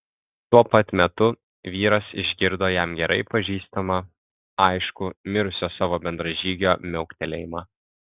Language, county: Lithuanian, Kaunas